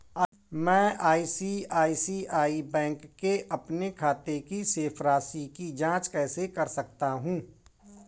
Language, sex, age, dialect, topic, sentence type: Hindi, male, 41-45, Awadhi Bundeli, banking, question